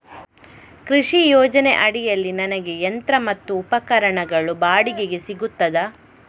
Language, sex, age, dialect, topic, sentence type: Kannada, female, 18-24, Coastal/Dakshin, agriculture, question